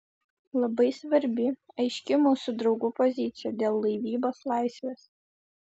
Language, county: Lithuanian, Vilnius